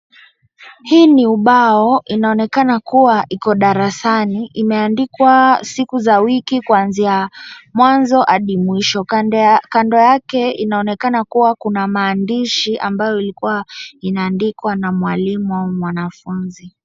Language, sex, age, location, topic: Swahili, male, 18-24, Wajir, education